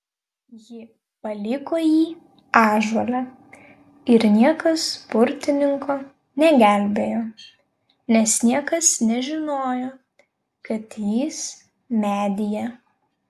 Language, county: Lithuanian, Vilnius